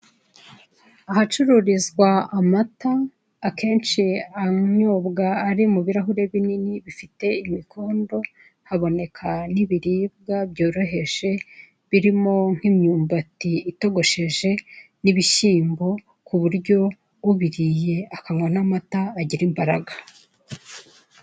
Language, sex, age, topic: Kinyarwanda, male, 36-49, finance